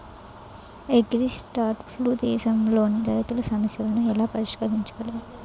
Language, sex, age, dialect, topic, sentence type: Telugu, female, 18-24, Utterandhra, agriculture, question